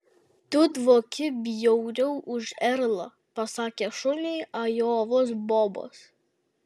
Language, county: Lithuanian, Kaunas